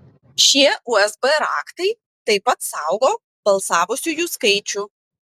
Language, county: Lithuanian, Panevėžys